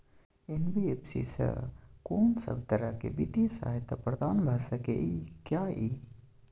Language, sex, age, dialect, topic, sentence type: Maithili, male, 25-30, Bajjika, banking, question